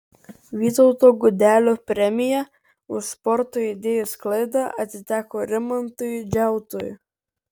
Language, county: Lithuanian, Vilnius